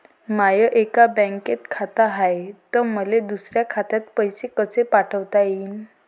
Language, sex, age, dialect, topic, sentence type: Marathi, female, 18-24, Varhadi, banking, question